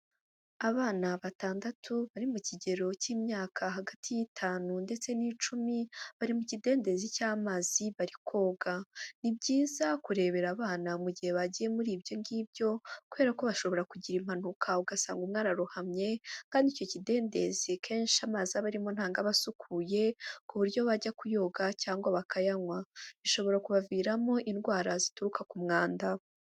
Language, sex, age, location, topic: Kinyarwanda, female, 25-35, Huye, health